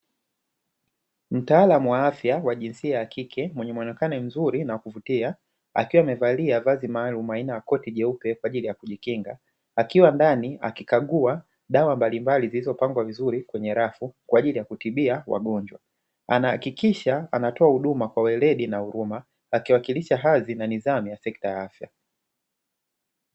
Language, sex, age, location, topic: Swahili, male, 25-35, Dar es Salaam, health